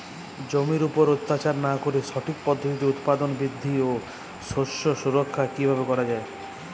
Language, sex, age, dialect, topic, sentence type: Bengali, male, 31-35, Jharkhandi, agriculture, question